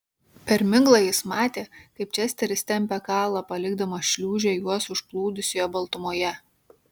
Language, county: Lithuanian, Kaunas